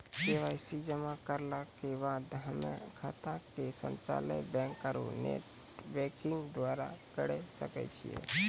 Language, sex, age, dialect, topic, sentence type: Maithili, male, 18-24, Angika, banking, question